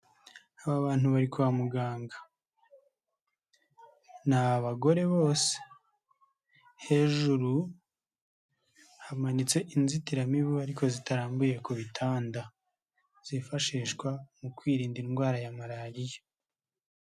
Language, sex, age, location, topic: Kinyarwanda, male, 25-35, Nyagatare, health